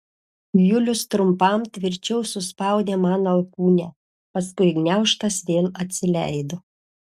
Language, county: Lithuanian, Šiauliai